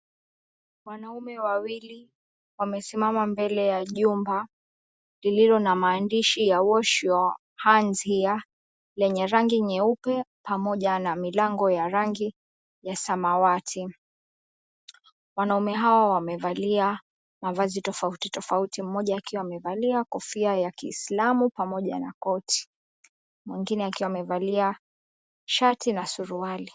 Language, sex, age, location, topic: Swahili, female, 25-35, Mombasa, health